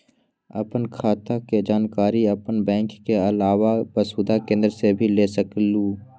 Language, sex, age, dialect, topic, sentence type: Magahi, female, 31-35, Western, banking, question